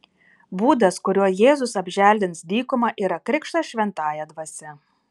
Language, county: Lithuanian, Kaunas